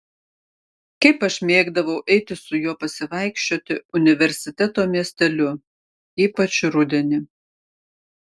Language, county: Lithuanian, Klaipėda